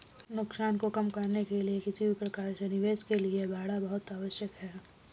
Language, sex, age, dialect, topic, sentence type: Hindi, female, 18-24, Kanauji Braj Bhasha, banking, statement